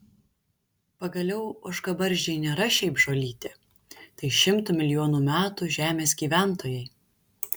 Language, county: Lithuanian, Šiauliai